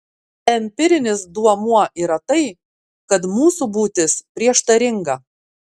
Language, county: Lithuanian, Klaipėda